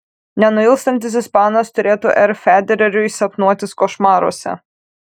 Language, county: Lithuanian, Kaunas